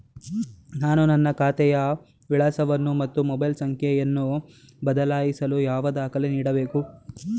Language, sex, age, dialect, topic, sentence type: Kannada, male, 18-24, Mysore Kannada, banking, question